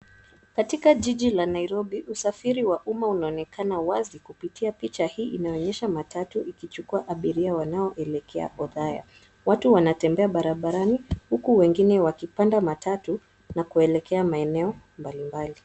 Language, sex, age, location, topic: Swahili, female, 18-24, Nairobi, government